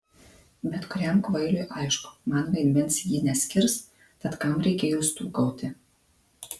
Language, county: Lithuanian, Marijampolė